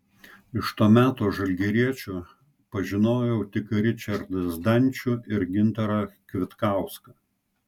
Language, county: Lithuanian, Klaipėda